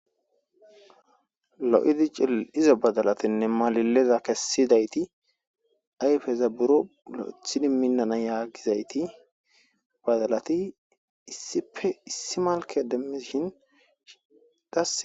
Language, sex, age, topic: Gamo, female, 18-24, agriculture